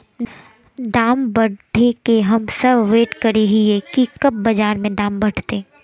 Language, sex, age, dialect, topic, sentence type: Magahi, male, 18-24, Northeastern/Surjapuri, agriculture, question